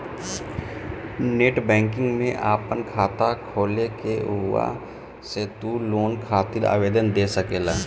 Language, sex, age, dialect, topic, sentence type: Bhojpuri, male, 18-24, Northern, banking, statement